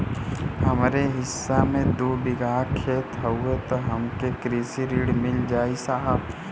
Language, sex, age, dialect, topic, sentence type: Bhojpuri, male, 18-24, Western, banking, question